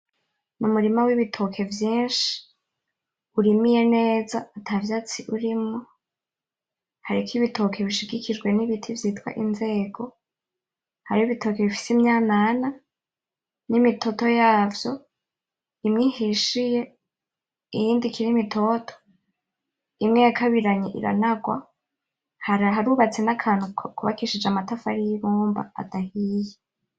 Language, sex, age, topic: Rundi, female, 18-24, agriculture